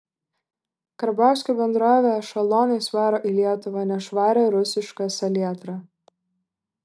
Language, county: Lithuanian, Klaipėda